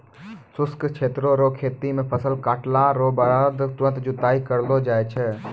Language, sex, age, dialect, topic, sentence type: Maithili, male, 18-24, Angika, agriculture, statement